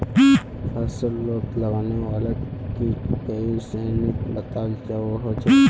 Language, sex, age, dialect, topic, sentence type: Magahi, male, 31-35, Northeastern/Surjapuri, agriculture, statement